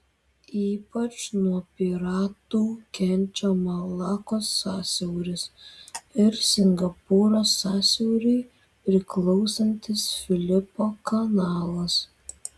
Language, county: Lithuanian, Vilnius